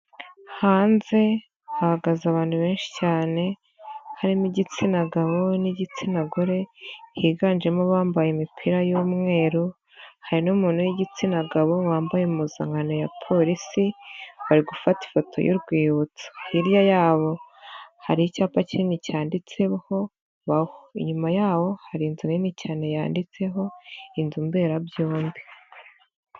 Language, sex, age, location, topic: Kinyarwanda, female, 25-35, Nyagatare, health